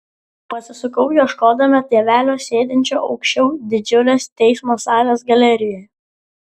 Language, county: Lithuanian, Klaipėda